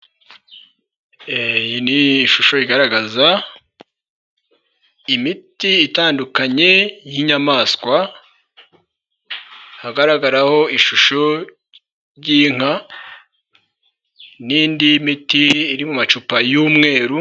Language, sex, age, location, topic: Kinyarwanda, male, 25-35, Nyagatare, agriculture